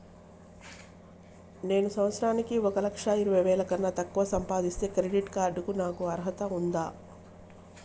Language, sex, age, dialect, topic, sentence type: Telugu, female, 46-50, Telangana, banking, question